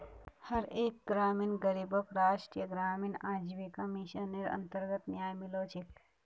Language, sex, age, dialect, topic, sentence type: Magahi, female, 46-50, Northeastern/Surjapuri, banking, statement